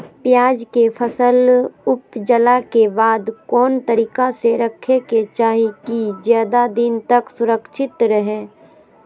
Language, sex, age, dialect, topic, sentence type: Magahi, female, 31-35, Southern, agriculture, question